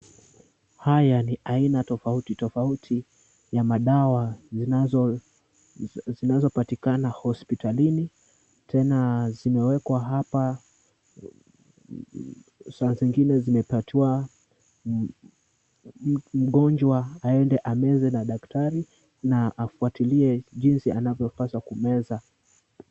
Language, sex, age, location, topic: Swahili, male, 18-24, Kisumu, health